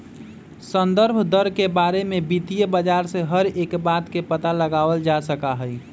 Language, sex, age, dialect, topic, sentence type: Magahi, male, 25-30, Western, banking, statement